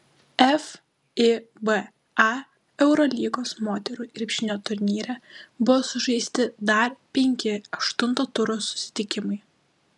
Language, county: Lithuanian, Klaipėda